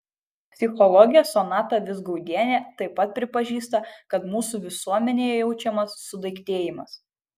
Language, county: Lithuanian, Kaunas